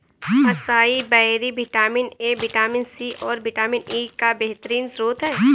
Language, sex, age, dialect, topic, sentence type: Hindi, female, 18-24, Awadhi Bundeli, agriculture, statement